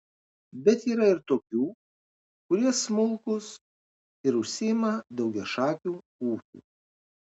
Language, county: Lithuanian, Kaunas